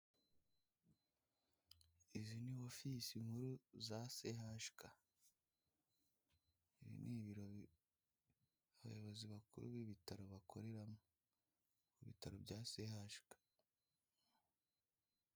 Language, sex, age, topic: Kinyarwanda, male, 25-35, government